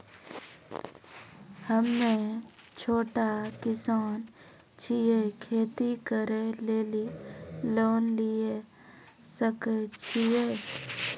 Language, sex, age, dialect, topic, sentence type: Maithili, female, 25-30, Angika, banking, question